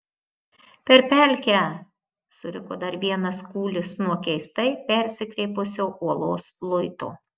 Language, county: Lithuanian, Marijampolė